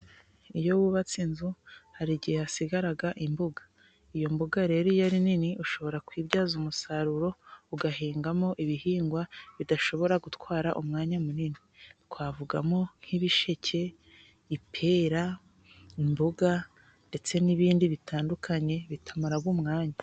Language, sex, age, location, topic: Kinyarwanda, female, 25-35, Musanze, health